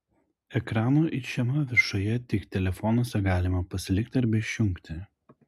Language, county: Lithuanian, Klaipėda